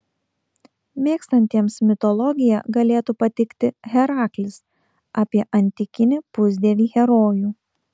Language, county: Lithuanian, Kaunas